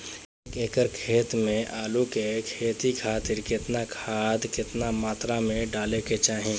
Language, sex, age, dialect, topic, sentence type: Bhojpuri, male, 18-24, Southern / Standard, agriculture, question